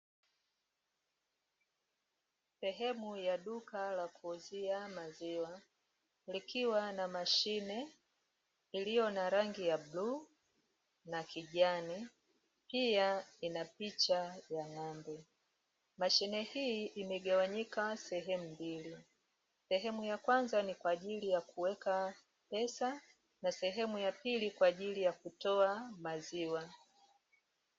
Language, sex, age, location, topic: Swahili, female, 36-49, Dar es Salaam, finance